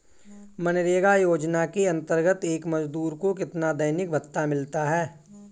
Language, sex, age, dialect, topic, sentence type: Hindi, male, 18-24, Marwari Dhudhari, banking, statement